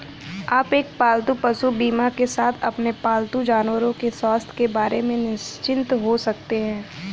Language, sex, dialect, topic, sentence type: Hindi, female, Hindustani Malvi Khadi Boli, banking, statement